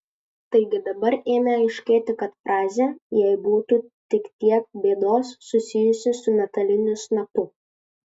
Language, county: Lithuanian, Kaunas